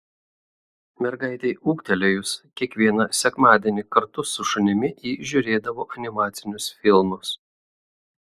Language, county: Lithuanian, Šiauliai